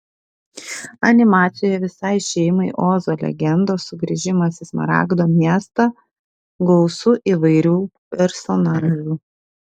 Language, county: Lithuanian, Klaipėda